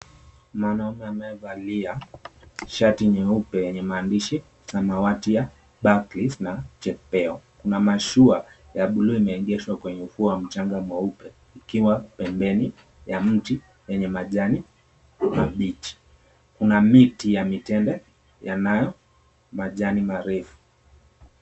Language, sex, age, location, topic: Swahili, male, 18-24, Mombasa, government